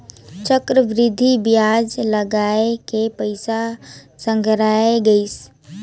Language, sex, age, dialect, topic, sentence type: Chhattisgarhi, male, 18-24, Northern/Bhandar, banking, statement